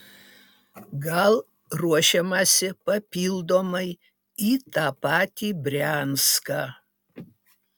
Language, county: Lithuanian, Utena